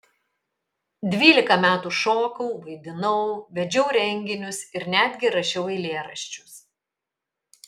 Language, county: Lithuanian, Kaunas